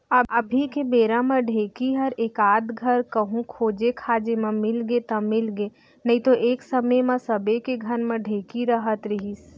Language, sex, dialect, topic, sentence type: Chhattisgarhi, female, Central, agriculture, statement